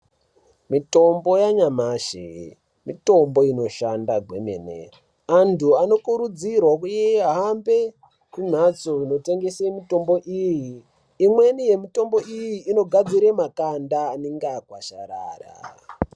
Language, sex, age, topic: Ndau, male, 18-24, health